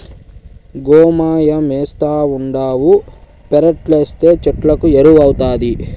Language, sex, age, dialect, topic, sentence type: Telugu, male, 18-24, Southern, agriculture, statement